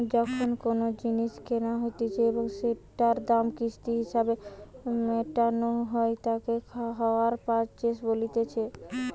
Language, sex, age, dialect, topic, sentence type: Bengali, female, 18-24, Western, banking, statement